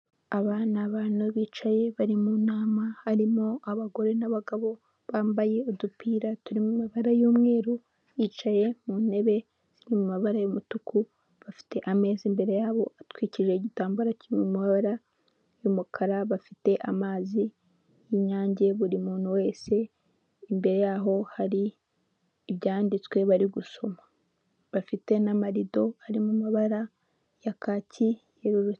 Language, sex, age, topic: Kinyarwanda, female, 18-24, government